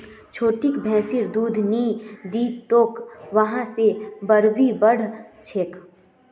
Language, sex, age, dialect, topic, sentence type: Magahi, female, 18-24, Northeastern/Surjapuri, agriculture, statement